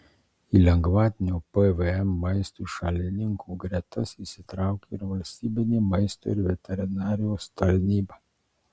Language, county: Lithuanian, Marijampolė